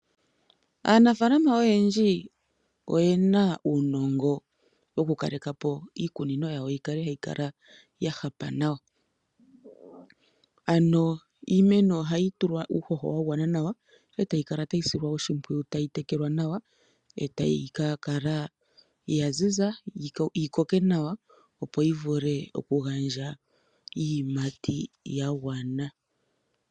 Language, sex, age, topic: Oshiwambo, female, 25-35, agriculture